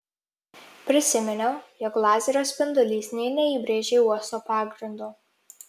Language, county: Lithuanian, Marijampolė